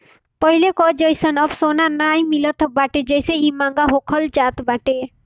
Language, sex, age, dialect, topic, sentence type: Bhojpuri, female, 18-24, Northern, banking, statement